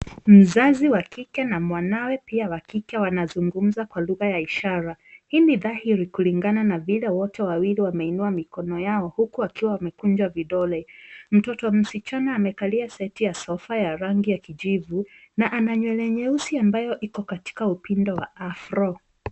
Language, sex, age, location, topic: Swahili, female, 36-49, Nairobi, education